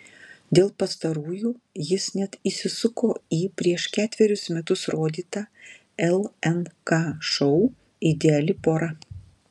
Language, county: Lithuanian, Klaipėda